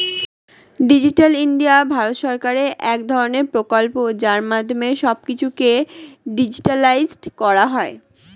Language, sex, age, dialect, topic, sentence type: Bengali, female, 60-100, Standard Colloquial, banking, statement